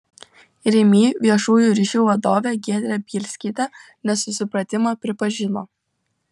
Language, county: Lithuanian, Utena